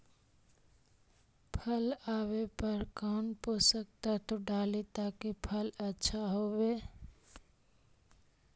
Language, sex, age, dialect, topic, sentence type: Magahi, female, 18-24, Central/Standard, agriculture, question